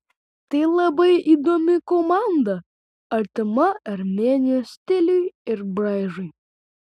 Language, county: Lithuanian, Vilnius